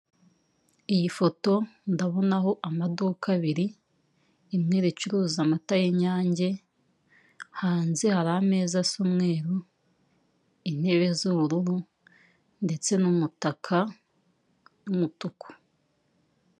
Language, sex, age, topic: Kinyarwanda, female, 25-35, finance